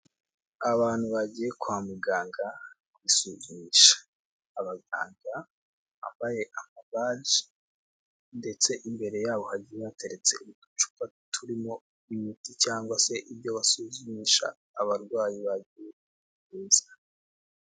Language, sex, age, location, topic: Kinyarwanda, male, 18-24, Kigali, health